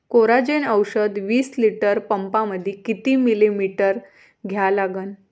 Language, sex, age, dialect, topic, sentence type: Marathi, female, 25-30, Varhadi, agriculture, question